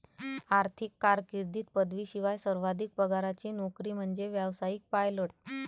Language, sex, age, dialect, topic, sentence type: Marathi, female, 25-30, Varhadi, banking, statement